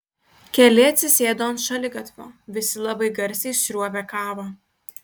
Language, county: Lithuanian, Klaipėda